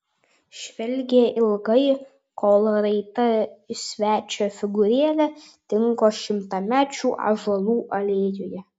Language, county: Lithuanian, Vilnius